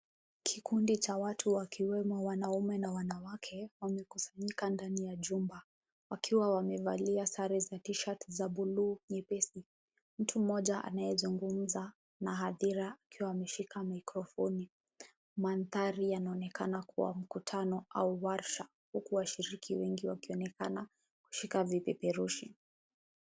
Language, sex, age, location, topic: Swahili, female, 18-24, Kisumu, health